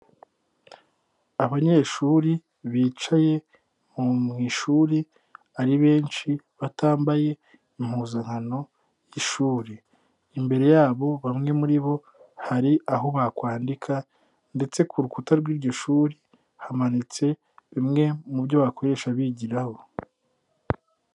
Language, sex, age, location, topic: Kinyarwanda, male, 18-24, Nyagatare, education